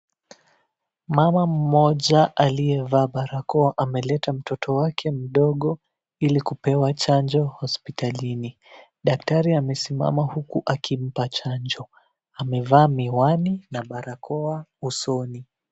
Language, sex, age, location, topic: Swahili, male, 18-24, Wajir, health